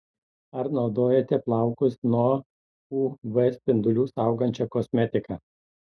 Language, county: Lithuanian, Tauragė